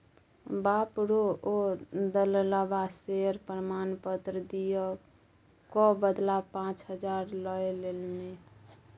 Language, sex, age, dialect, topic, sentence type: Maithili, female, 18-24, Bajjika, banking, statement